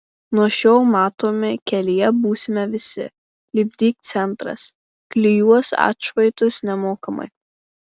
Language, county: Lithuanian, Marijampolė